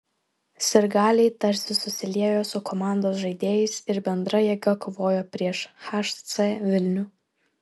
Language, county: Lithuanian, Vilnius